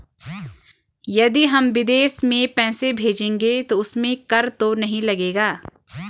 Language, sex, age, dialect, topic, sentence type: Hindi, female, 25-30, Garhwali, banking, question